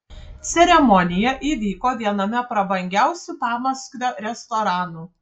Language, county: Lithuanian, Kaunas